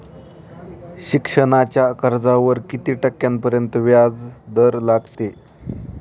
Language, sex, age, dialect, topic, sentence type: Marathi, male, 18-24, Standard Marathi, banking, question